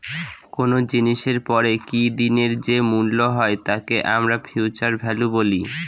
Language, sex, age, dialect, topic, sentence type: Bengali, male, 18-24, Northern/Varendri, banking, statement